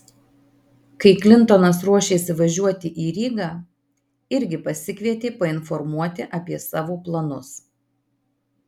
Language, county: Lithuanian, Marijampolė